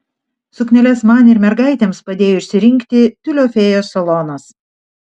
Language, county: Lithuanian, Šiauliai